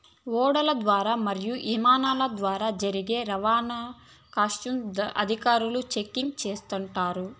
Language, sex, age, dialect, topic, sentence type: Telugu, female, 18-24, Southern, banking, statement